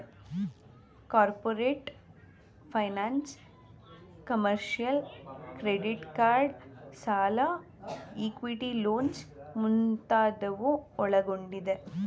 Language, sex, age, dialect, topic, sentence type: Kannada, female, 18-24, Mysore Kannada, banking, statement